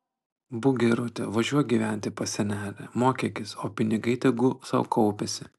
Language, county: Lithuanian, Panevėžys